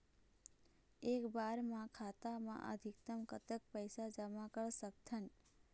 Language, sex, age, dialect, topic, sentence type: Chhattisgarhi, female, 46-50, Eastern, banking, question